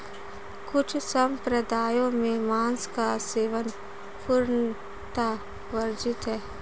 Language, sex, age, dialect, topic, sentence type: Hindi, female, 18-24, Marwari Dhudhari, agriculture, statement